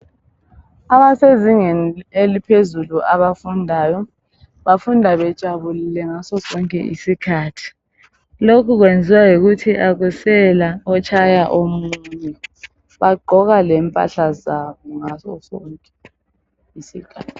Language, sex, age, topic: North Ndebele, female, 50+, education